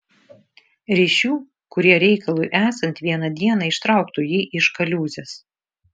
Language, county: Lithuanian, Šiauliai